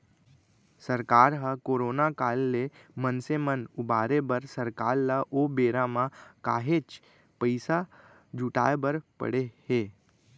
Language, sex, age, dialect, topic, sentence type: Chhattisgarhi, male, 25-30, Central, banking, statement